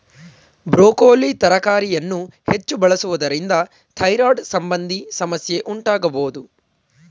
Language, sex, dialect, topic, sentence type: Kannada, male, Mysore Kannada, agriculture, statement